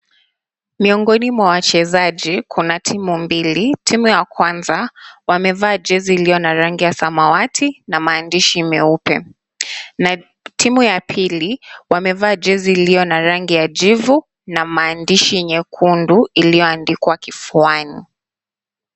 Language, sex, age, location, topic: Swahili, female, 25-35, Mombasa, government